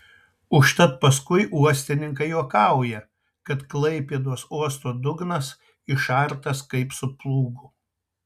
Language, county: Lithuanian, Tauragė